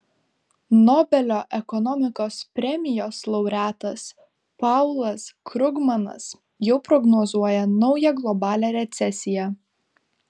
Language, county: Lithuanian, Vilnius